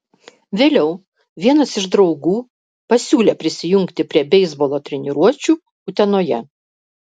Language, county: Lithuanian, Vilnius